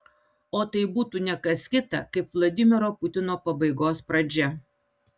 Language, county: Lithuanian, Utena